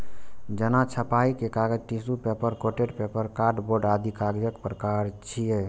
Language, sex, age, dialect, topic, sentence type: Maithili, male, 18-24, Eastern / Thethi, agriculture, statement